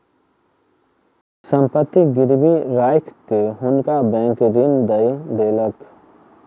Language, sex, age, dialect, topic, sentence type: Maithili, male, 31-35, Southern/Standard, banking, statement